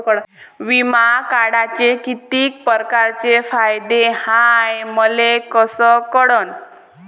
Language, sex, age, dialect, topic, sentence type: Marathi, female, 18-24, Varhadi, banking, question